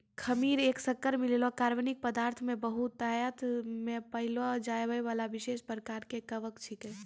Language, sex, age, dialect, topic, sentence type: Maithili, female, 18-24, Angika, agriculture, statement